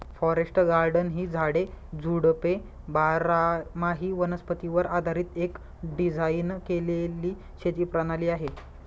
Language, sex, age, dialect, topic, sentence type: Marathi, male, 25-30, Northern Konkan, agriculture, statement